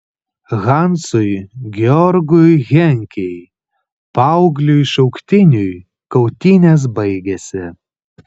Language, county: Lithuanian, Kaunas